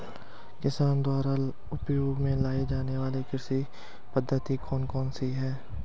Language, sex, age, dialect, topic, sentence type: Hindi, male, 18-24, Hindustani Malvi Khadi Boli, agriculture, question